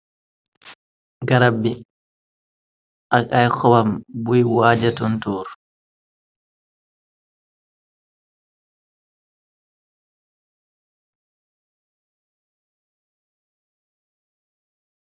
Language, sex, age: Wolof, male, 18-24